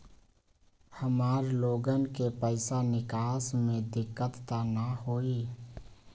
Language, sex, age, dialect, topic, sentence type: Magahi, male, 25-30, Western, banking, question